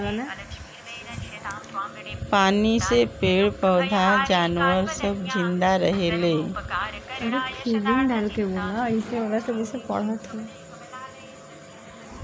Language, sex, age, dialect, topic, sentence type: Bhojpuri, female, 18-24, Western, agriculture, statement